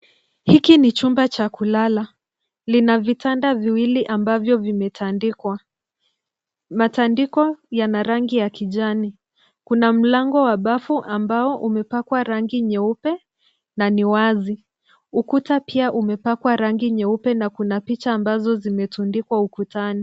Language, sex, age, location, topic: Swahili, female, 25-35, Nairobi, education